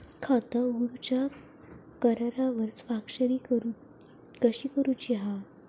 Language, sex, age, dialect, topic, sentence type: Marathi, female, 18-24, Southern Konkan, banking, question